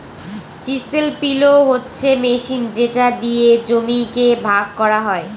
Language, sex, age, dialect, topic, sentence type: Bengali, female, 18-24, Northern/Varendri, agriculture, statement